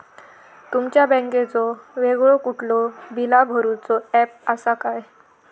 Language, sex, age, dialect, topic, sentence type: Marathi, female, 18-24, Southern Konkan, banking, question